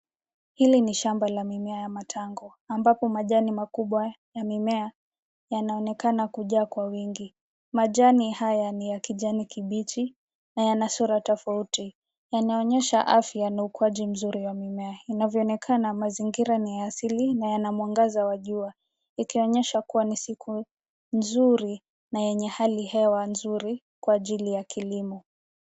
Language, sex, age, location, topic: Swahili, female, 18-24, Nairobi, health